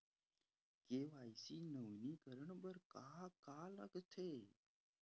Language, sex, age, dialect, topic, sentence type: Chhattisgarhi, male, 18-24, Western/Budati/Khatahi, banking, question